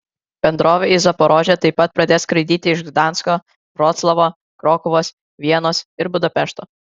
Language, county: Lithuanian, Kaunas